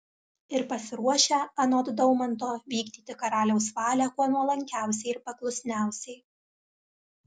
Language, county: Lithuanian, Alytus